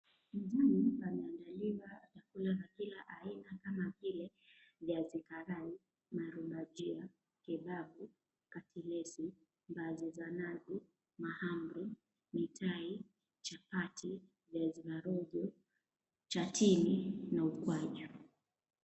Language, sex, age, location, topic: Swahili, female, 25-35, Mombasa, agriculture